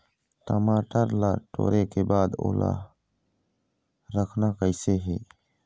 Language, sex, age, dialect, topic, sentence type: Chhattisgarhi, male, 25-30, Eastern, agriculture, question